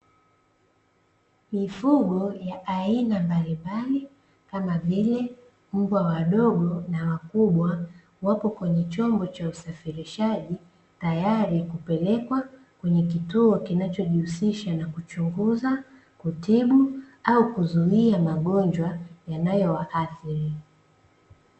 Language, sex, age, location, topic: Swahili, female, 25-35, Dar es Salaam, agriculture